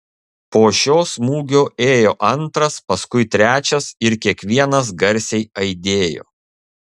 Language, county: Lithuanian, Kaunas